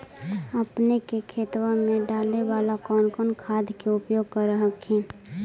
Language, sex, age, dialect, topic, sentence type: Magahi, female, 18-24, Central/Standard, agriculture, question